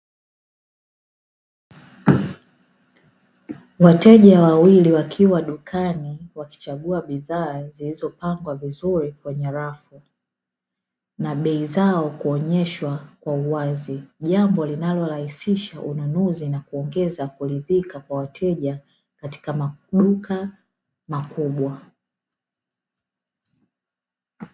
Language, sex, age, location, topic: Swahili, female, 18-24, Dar es Salaam, finance